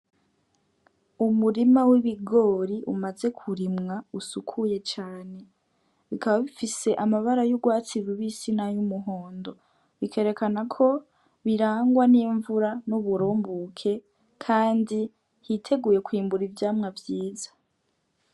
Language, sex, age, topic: Rundi, female, 18-24, agriculture